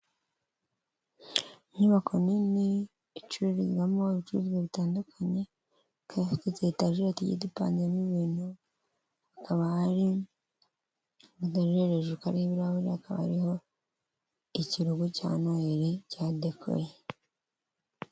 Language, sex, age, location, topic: Kinyarwanda, male, 36-49, Kigali, finance